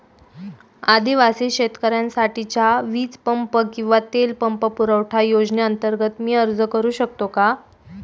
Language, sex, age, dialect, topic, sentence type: Marathi, female, 18-24, Standard Marathi, agriculture, question